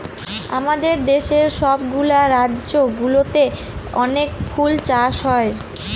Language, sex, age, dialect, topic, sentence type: Bengali, female, 18-24, Northern/Varendri, agriculture, statement